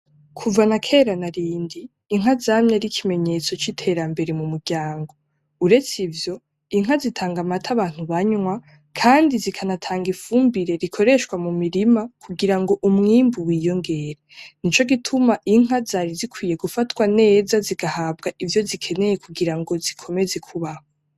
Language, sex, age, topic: Rundi, female, 18-24, agriculture